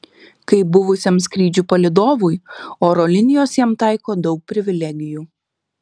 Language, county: Lithuanian, Šiauliai